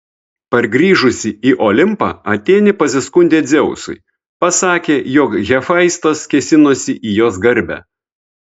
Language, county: Lithuanian, Vilnius